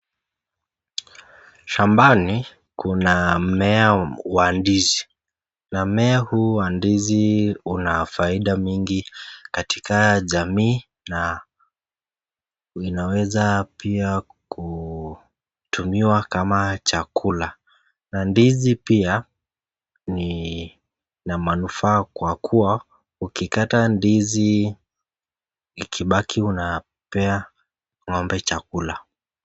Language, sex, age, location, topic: Swahili, female, 36-49, Nakuru, agriculture